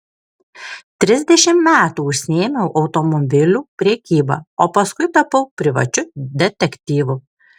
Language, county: Lithuanian, Kaunas